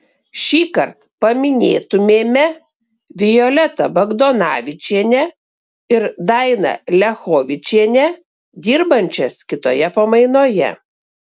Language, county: Lithuanian, Kaunas